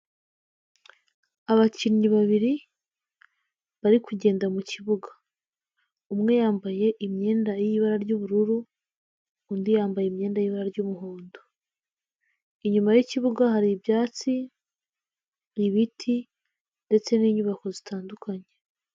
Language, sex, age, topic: Kinyarwanda, female, 18-24, government